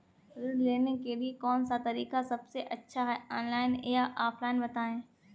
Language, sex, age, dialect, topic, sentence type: Hindi, female, 18-24, Kanauji Braj Bhasha, banking, question